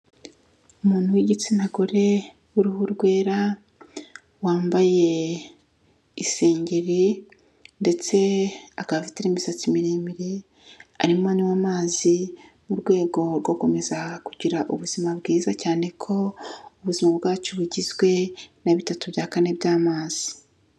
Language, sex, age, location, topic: Kinyarwanda, female, 36-49, Kigali, health